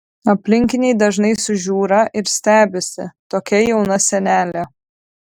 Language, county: Lithuanian, Kaunas